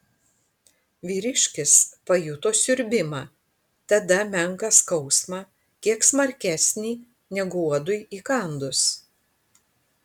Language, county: Lithuanian, Panevėžys